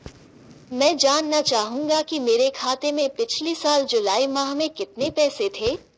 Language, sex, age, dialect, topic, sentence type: Hindi, female, 18-24, Marwari Dhudhari, banking, question